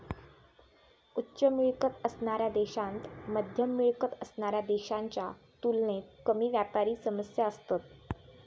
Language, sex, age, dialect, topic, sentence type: Marathi, female, 25-30, Southern Konkan, banking, statement